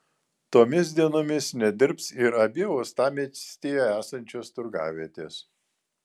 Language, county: Lithuanian, Vilnius